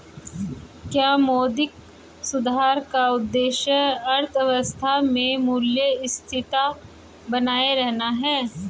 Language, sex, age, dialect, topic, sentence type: Hindi, male, 25-30, Hindustani Malvi Khadi Boli, banking, statement